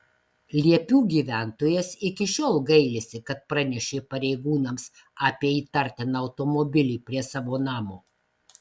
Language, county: Lithuanian, Marijampolė